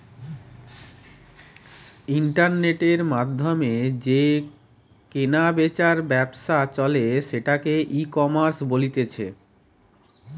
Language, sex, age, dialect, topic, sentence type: Bengali, male, 31-35, Western, agriculture, statement